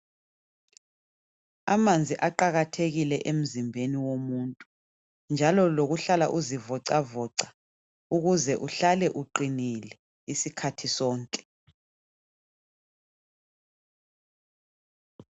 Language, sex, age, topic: North Ndebele, female, 25-35, health